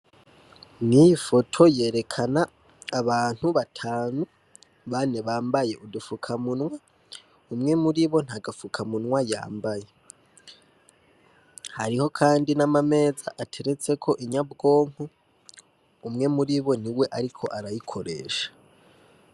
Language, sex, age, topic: Rundi, male, 18-24, education